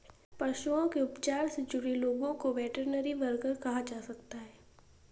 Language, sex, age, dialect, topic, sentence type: Hindi, female, 18-24, Marwari Dhudhari, agriculture, statement